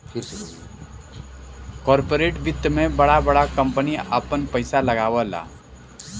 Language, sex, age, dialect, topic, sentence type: Bhojpuri, male, 25-30, Western, banking, statement